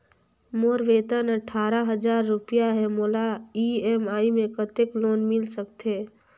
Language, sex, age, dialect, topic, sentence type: Chhattisgarhi, female, 46-50, Northern/Bhandar, banking, question